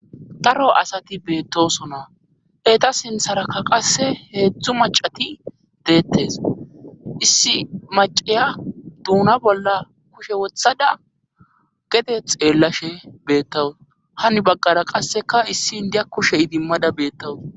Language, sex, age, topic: Gamo, male, 25-35, government